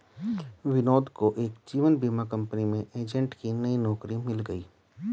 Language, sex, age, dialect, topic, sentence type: Hindi, male, 31-35, Hindustani Malvi Khadi Boli, banking, statement